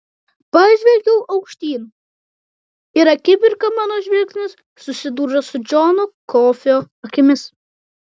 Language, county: Lithuanian, Vilnius